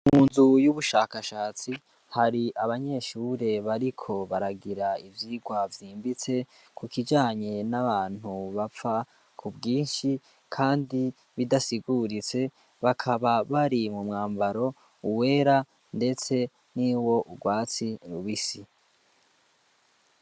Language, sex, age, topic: Rundi, male, 18-24, education